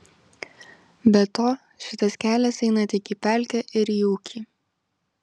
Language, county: Lithuanian, Vilnius